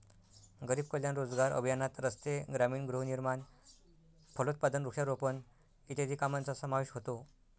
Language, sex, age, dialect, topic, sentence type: Marathi, male, 60-100, Northern Konkan, banking, statement